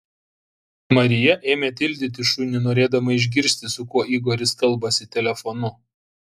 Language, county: Lithuanian, Šiauliai